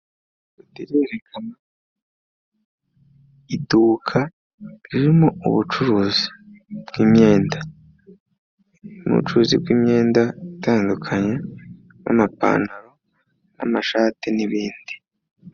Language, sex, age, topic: Kinyarwanda, male, 25-35, finance